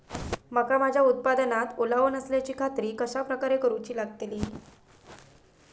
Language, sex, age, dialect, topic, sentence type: Marathi, female, 18-24, Southern Konkan, agriculture, question